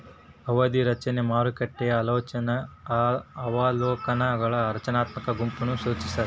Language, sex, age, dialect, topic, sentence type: Kannada, male, 18-24, Dharwad Kannada, banking, statement